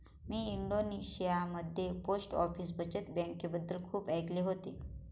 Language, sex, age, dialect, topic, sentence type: Marathi, female, 25-30, Standard Marathi, banking, statement